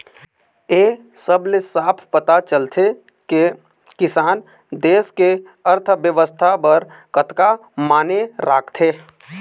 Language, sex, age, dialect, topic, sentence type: Chhattisgarhi, male, 18-24, Eastern, agriculture, statement